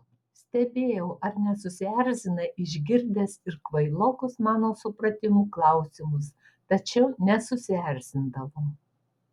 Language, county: Lithuanian, Vilnius